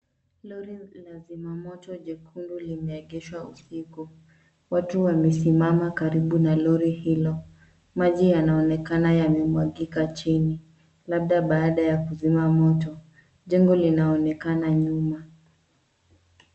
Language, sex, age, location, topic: Swahili, female, 25-35, Nairobi, health